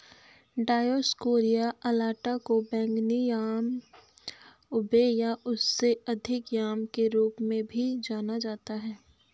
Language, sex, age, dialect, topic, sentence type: Hindi, female, 25-30, Awadhi Bundeli, agriculture, statement